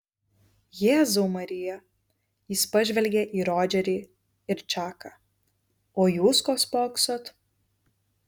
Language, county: Lithuanian, Vilnius